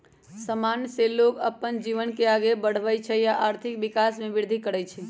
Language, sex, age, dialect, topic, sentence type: Magahi, male, 25-30, Western, banking, statement